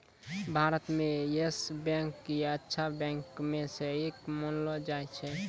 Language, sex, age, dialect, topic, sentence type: Maithili, male, 18-24, Angika, banking, statement